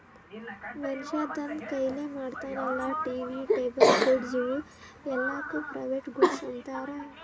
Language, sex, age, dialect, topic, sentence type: Kannada, female, 18-24, Northeastern, banking, statement